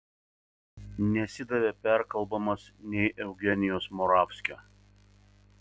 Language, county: Lithuanian, Vilnius